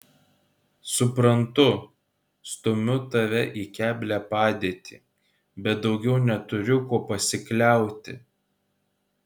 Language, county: Lithuanian, Kaunas